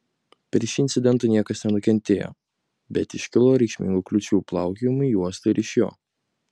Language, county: Lithuanian, Kaunas